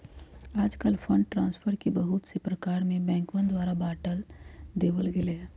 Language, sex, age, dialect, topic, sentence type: Magahi, female, 31-35, Western, banking, statement